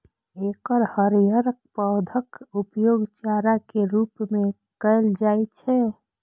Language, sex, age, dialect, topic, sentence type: Maithili, female, 25-30, Eastern / Thethi, agriculture, statement